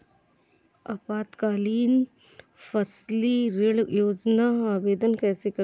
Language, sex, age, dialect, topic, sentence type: Hindi, female, 31-35, Awadhi Bundeli, banking, question